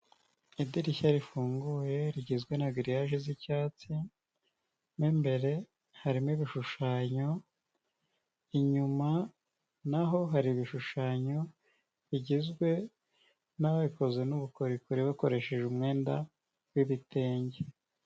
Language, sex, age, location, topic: Kinyarwanda, male, 18-24, Nyagatare, education